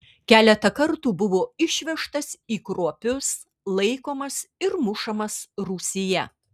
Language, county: Lithuanian, Kaunas